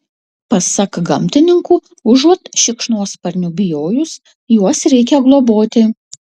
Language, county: Lithuanian, Utena